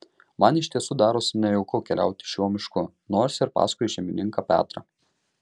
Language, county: Lithuanian, Marijampolė